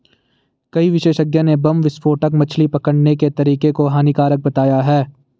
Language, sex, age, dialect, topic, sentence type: Hindi, male, 18-24, Garhwali, agriculture, statement